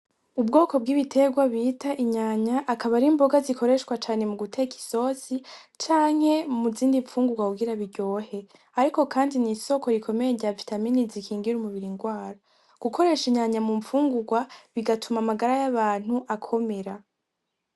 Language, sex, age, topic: Rundi, female, 18-24, agriculture